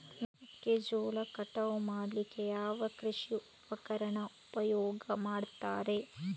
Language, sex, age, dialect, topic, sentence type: Kannada, female, 36-40, Coastal/Dakshin, agriculture, question